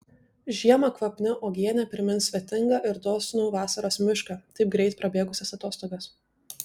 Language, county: Lithuanian, Tauragė